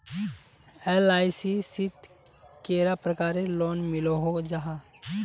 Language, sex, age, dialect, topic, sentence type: Magahi, male, 18-24, Northeastern/Surjapuri, banking, question